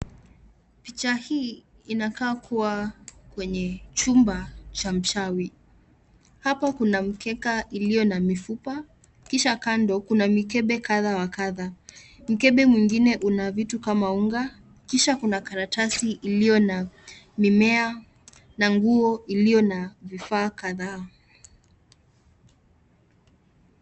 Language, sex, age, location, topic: Swahili, female, 18-24, Nakuru, health